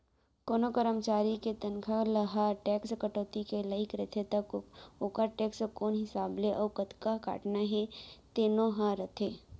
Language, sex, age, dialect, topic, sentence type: Chhattisgarhi, female, 18-24, Central, banking, statement